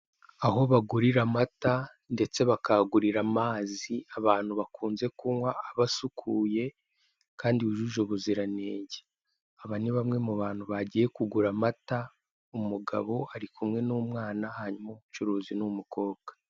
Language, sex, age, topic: Kinyarwanda, male, 18-24, finance